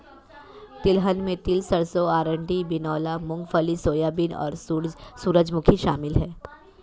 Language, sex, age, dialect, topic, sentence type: Hindi, female, 25-30, Marwari Dhudhari, agriculture, statement